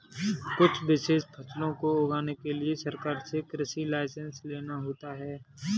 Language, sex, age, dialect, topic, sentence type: Hindi, male, 18-24, Kanauji Braj Bhasha, agriculture, statement